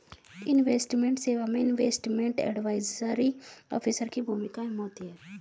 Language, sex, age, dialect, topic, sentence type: Hindi, female, 36-40, Hindustani Malvi Khadi Boli, banking, statement